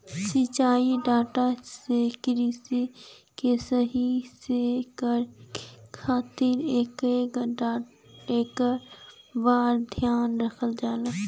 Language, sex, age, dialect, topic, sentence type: Bhojpuri, female, 18-24, Western, agriculture, statement